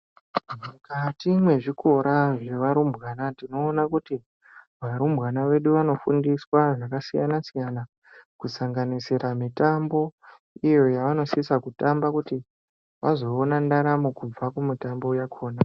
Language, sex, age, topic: Ndau, male, 18-24, education